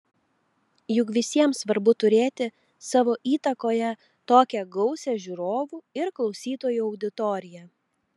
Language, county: Lithuanian, Telšiai